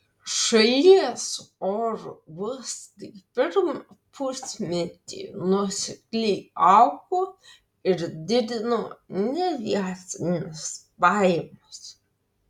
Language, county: Lithuanian, Vilnius